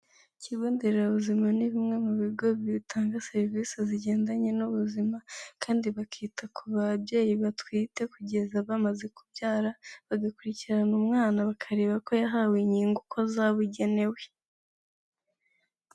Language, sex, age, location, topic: Kinyarwanda, female, 18-24, Kigali, health